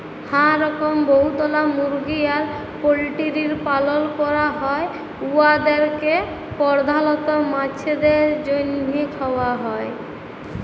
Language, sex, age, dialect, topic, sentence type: Bengali, female, 18-24, Jharkhandi, agriculture, statement